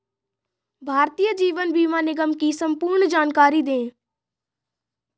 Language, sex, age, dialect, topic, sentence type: Hindi, male, 18-24, Kanauji Braj Bhasha, banking, question